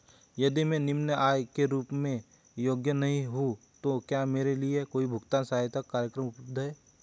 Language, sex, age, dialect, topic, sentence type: Hindi, male, 18-24, Hindustani Malvi Khadi Boli, banking, question